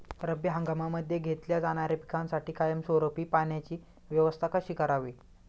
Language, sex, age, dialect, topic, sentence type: Marathi, male, 25-30, Standard Marathi, agriculture, question